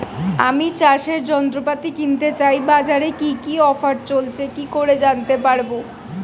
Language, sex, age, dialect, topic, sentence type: Bengali, female, 25-30, Standard Colloquial, agriculture, question